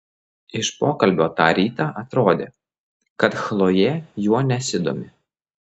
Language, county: Lithuanian, Klaipėda